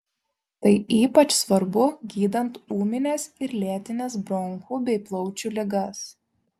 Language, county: Lithuanian, Šiauliai